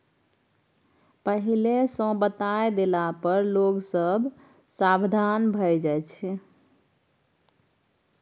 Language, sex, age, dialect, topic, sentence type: Maithili, female, 31-35, Bajjika, agriculture, statement